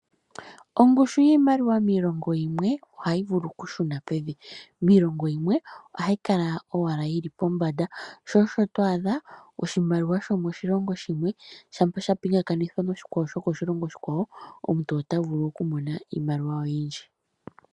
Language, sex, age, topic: Oshiwambo, female, 25-35, finance